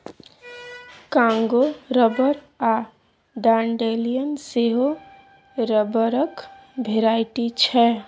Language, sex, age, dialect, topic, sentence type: Maithili, female, 31-35, Bajjika, agriculture, statement